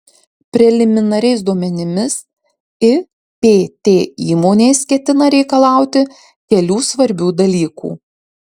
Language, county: Lithuanian, Marijampolė